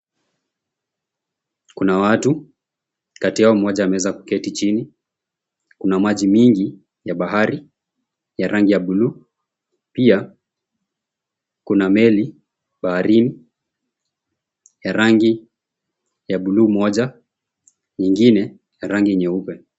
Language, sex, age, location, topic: Swahili, male, 18-24, Mombasa, government